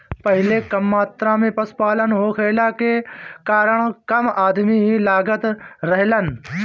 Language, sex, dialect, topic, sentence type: Bhojpuri, male, Northern, agriculture, statement